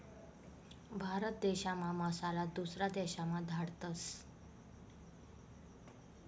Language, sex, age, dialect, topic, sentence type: Marathi, female, 36-40, Northern Konkan, agriculture, statement